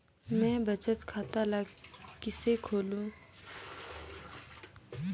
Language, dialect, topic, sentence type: Chhattisgarhi, Northern/Bhandar, banking, statement